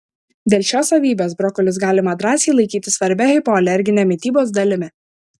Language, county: Lithuanian, Šiauliai